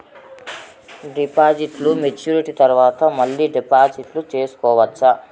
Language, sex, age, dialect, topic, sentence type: Telugu, female, 36-40, Southern, banking, question